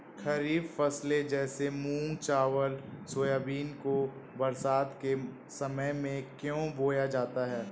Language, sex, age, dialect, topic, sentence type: Hindi, male, 18-24, Awadhi Bundeli, agriculture, question